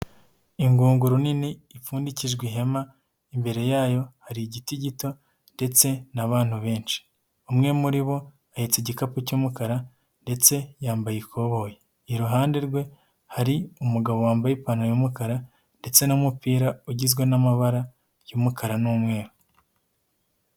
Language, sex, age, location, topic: Kinyarwanda, male, 18-24, Nyagatare, finance